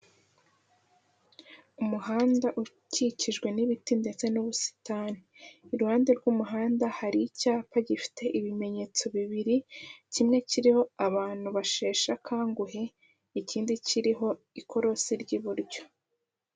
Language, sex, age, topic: Kinyarwanda, female, 18-24, government